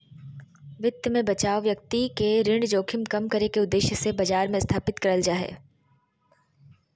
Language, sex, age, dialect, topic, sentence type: Magahi, female, 31-35, Southern, banking, statement